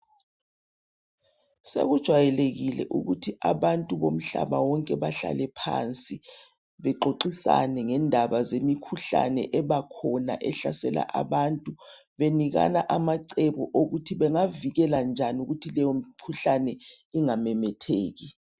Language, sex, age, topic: North Ndebele, male, 36-49, health